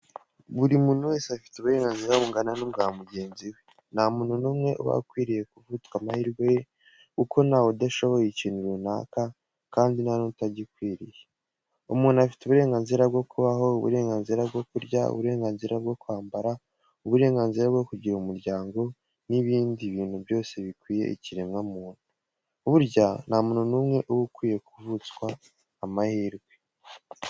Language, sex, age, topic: Kinyarwanda, male, 18-24, education